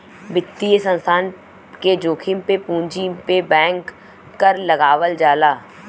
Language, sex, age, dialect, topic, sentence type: Bhojpuri, female, 25-30, Western, banking, statement